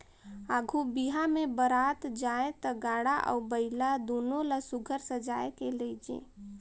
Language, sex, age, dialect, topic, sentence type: Chhattisgarhi, female, 25-30, Northern/Bhandar, agriculture, statement